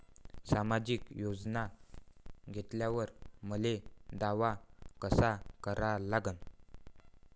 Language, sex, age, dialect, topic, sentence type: Marathi, male, 51-55, Varhadi, banking, question